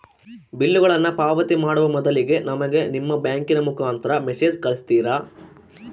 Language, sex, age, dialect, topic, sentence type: Kannada, male, 18-24, Central, banking, question